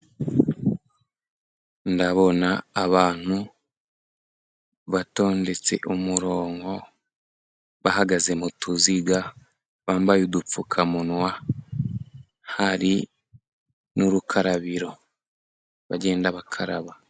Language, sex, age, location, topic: Kinyarwanda, male, 18-24, Musanze, government